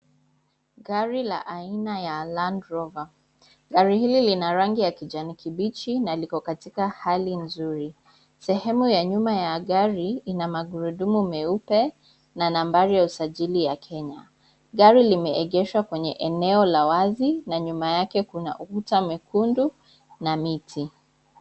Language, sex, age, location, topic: Swahili, female, 25-35, Nairobi, finance